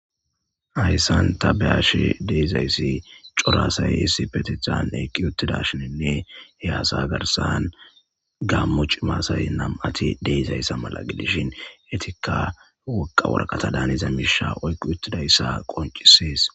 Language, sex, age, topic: Gamo, male, 18-24, government